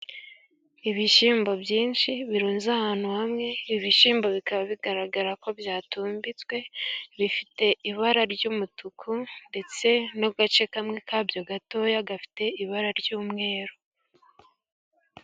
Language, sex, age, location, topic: Kinyarwanda, female, 18-24, Gakenke, agriculture